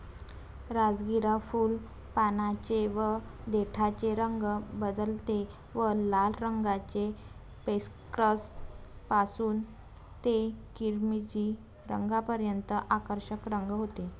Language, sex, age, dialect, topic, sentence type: Marathi, female, 18-24, Varhadi, agriculture, statement